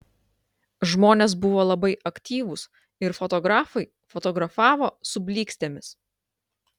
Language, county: Lithuanian, Klaipėda